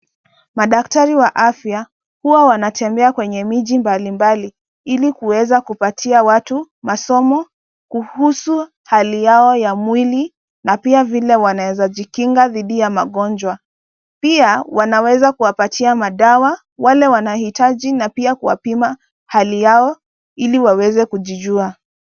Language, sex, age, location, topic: Swahili, female, 25-35, Nairobi, health